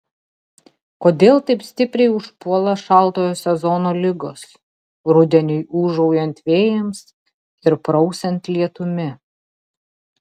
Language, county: Lithuanian, Telšiai